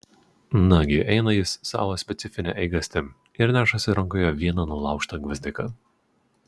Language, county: Lithuanian, Utena